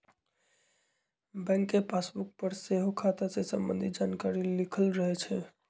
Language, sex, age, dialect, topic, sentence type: Magahi, male, 25-30, Western, banking, statement